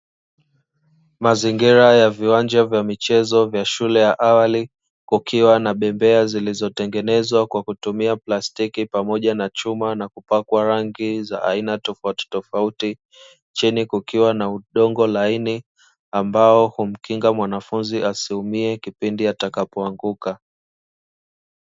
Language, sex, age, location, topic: Swahili, male, 25-35, Dar es Salaam, education